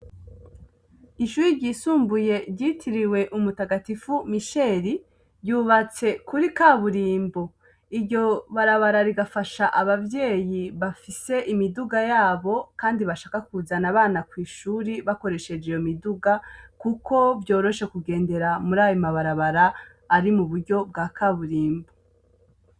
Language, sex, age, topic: Rundi, female, 25-35, education